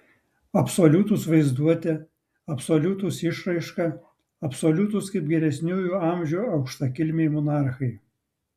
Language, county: Lithuanian, Utena